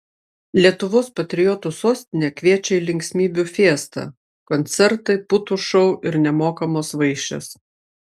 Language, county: Lithuanian, Klaipėda